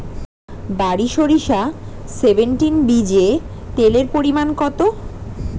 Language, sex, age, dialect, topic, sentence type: Bengali, female, 18-24, Standard Colloquial, agriculture, question